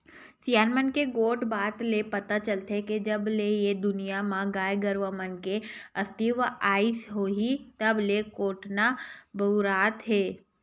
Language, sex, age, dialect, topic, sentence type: Chhattisgarhi, female, 25-30, Western/Budati/Khatahi, agriculture, statement